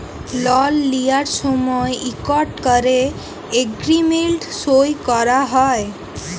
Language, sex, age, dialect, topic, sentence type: Bengali, female, 18-24, Jharkhandi, banking, statement